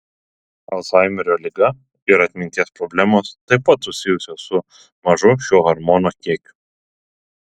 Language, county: Lithuanian, Telšiai